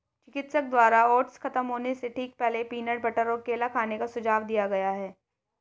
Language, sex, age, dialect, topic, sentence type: Hindi, female, 18-24, Hindustani Malvi Khadi Boli, agriculture, statement